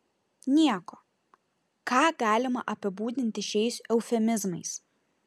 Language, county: Lithuanian, Šiauliai